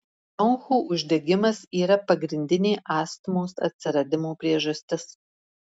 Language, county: Lithuanian, Marijampolė